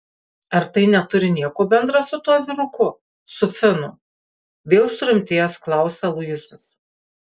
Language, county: Lithuanian, Kaunas